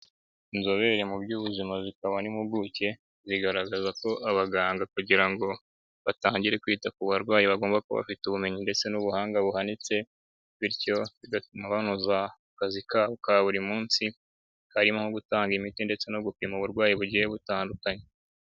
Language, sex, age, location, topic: Kinyarwanda, male, 18-24, Nyagatare, health